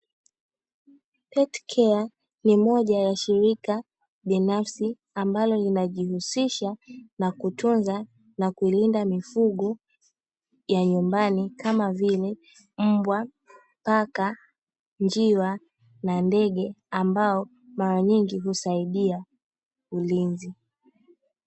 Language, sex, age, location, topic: Swahili, female, 18-24, Dar es Salaam, agriculture